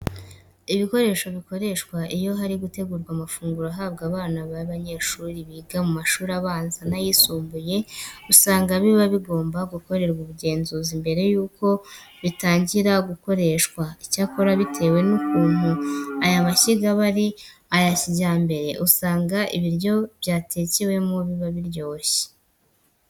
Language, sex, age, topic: Kinyarwanda, male, 18-24, education